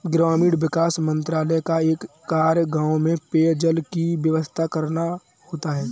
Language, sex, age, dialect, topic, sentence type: Hindi, male, 18-24, Kanauji Braj Bhasha, agriculture, statement